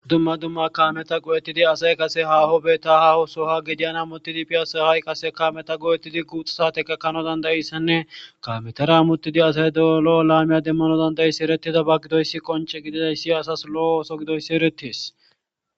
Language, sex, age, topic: Gamo, male, 18-24, government